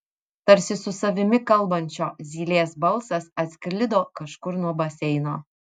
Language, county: Lithuanian, Vilnius